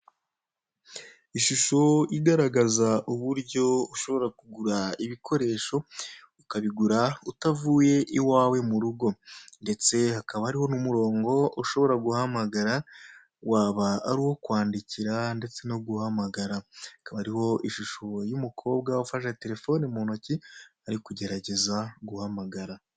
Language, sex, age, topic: Kinyarwanda, male, 25-35, finance